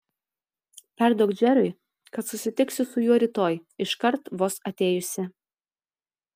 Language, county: Lithuanian, Telšiai